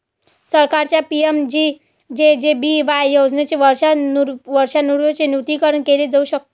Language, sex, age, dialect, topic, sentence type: Marathi, female, 18-24, Varhadi, banking, statement